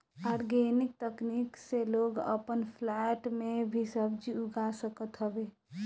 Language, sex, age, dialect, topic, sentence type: Bhojpuri, female, 18-24, Northern, agriculture, statement